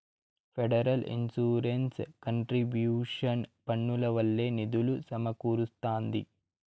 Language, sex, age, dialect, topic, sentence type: Telugu, male, 25-30, Southern, banking, statement